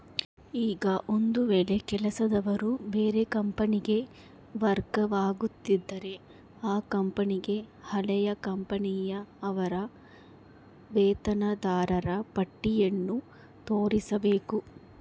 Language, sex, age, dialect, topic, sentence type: Kannada, female, 25-30, Central, banking, statement